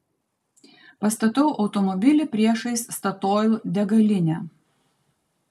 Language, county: Lithuanian, Kaunas